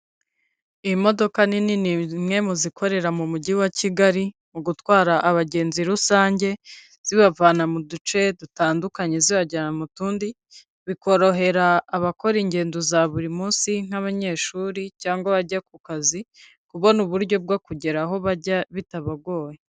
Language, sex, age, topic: Kinyarwanda, female, 25-35, government